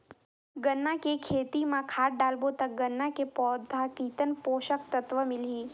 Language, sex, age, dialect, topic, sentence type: Chhattisgarhi, female, 18-24, Northern/Bhandar, agriculture, question